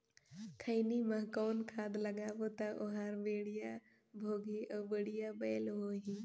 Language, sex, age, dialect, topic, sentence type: Chhattisgarhi, female, 18-24, Northern/Bhandar, agriculture, question